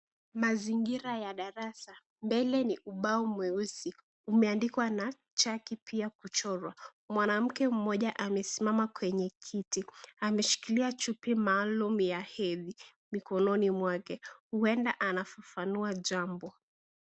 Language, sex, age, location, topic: Swahili, female, 18-24, Kisii, health